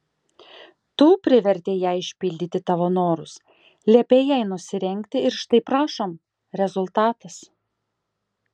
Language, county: Lithuanian, Kaunas